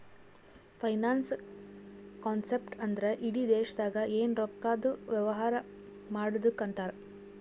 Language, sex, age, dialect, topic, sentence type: Kannada, female, 18-24, Northeastern, banking, statement